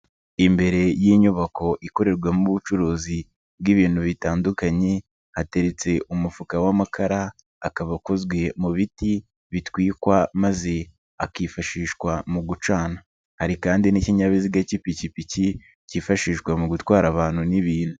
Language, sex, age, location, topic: Kinyarwanda, male, 25-35, Nyagatare, education